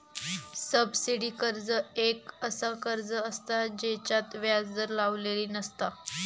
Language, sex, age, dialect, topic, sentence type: Marathi, female, 18-24, Southern Konkan, banking, statement